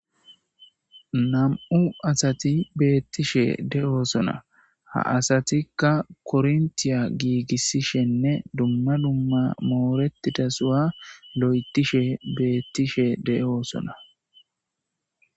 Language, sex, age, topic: Gamo, male, 25-35, government